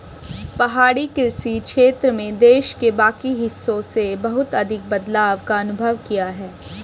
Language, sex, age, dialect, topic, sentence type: Hindi, male, 25-30, Hindustani Malvi Khadi Boli, agriculture, statement